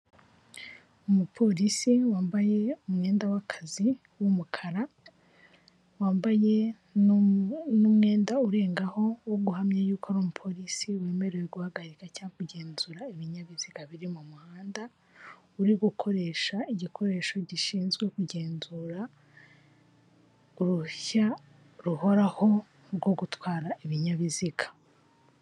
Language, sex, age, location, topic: Kinyarwanda, female, 25-35, Kigali, government